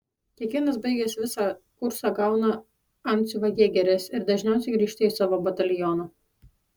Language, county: Lithuanian, Alytus